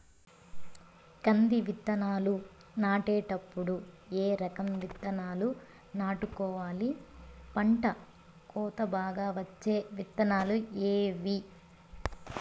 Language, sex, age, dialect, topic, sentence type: Telugu, female, 25-30, Southern, agriculture, question